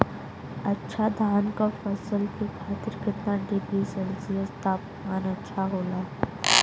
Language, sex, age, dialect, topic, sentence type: Bhojpuri, male, 25-30, Western, agriculture, question